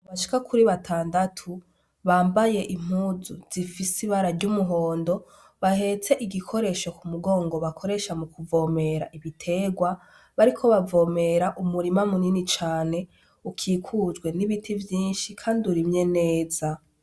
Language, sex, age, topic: Rundi, female, 18-24, agriculture